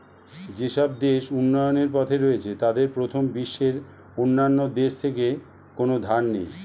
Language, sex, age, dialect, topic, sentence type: Bengali, male, 51-55, Standard Colloquial, banking, statement